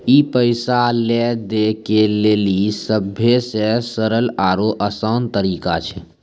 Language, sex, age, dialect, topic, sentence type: Maithili, male, 18-24, Angika, banking, statement